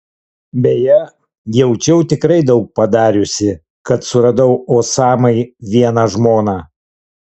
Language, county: Lithuanian, Kaunas